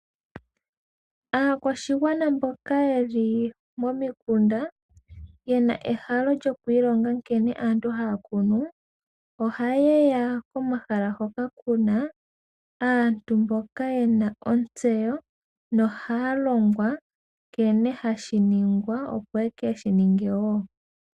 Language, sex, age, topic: Oshiwambo, female, 18-24, agriculture